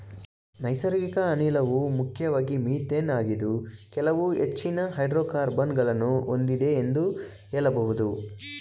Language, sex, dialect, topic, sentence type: Kannada, male, Mysore Kannada, banking, statement